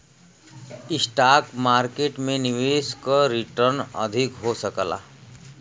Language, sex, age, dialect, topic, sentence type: Bhojpuri, male, 41-45, Western, banking, statement